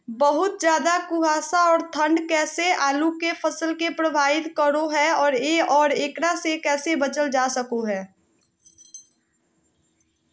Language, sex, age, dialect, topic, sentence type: Magahi, female, 18-24, Southern, agriculture, question